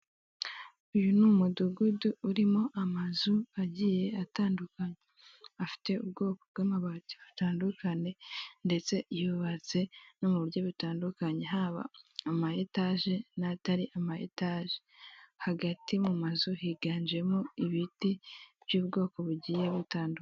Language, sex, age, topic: Kinyarwanda, female, 18-24, government